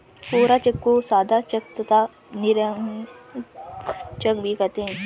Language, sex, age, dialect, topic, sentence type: Hindi, female, 25-30, Marwari Dhudhari, banking, statement